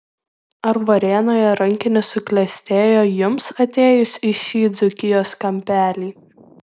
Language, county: Lithuanian, Šiauliai